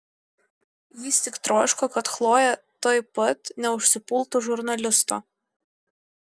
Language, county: Lithuanian, Vilnius